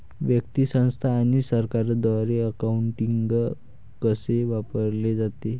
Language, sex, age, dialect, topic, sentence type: Marathi, male, 51-55, Varhadi, banking, statement